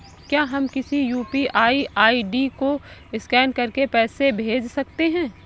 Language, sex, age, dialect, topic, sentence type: Hindi, female, 18-24, Awadhi Bundeli, banking, question